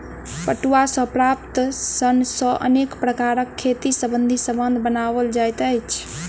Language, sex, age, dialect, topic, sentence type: Maithili, female, 18-24, Southern/Standard, agriculture, statement